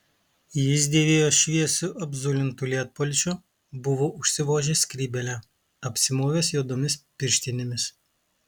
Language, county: Lithuanian, Kaunas